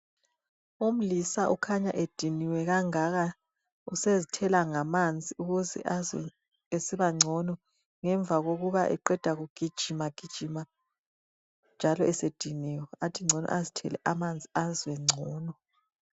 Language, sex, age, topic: North Ndebele, female, 25-35, health